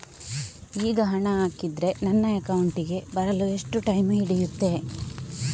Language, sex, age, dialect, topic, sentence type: Kannada, female, 18-24, Coastal/Dakshin, banking, question